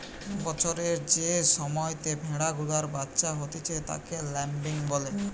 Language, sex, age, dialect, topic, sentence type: Bengali, male, 18-24, Western, agriculture, statement